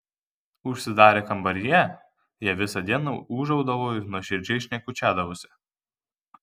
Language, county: Lithuanian, Kaunas